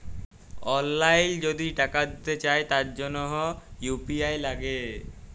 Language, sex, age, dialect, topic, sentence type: Bengali, female, 18-24, Jharkhandi, banking, statement